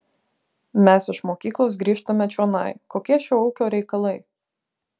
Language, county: Lithuanian, Kaunas